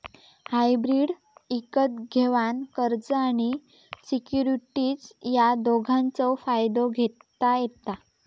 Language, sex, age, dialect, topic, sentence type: Marathi, female, 18-24, Southern Konkan, banking, statement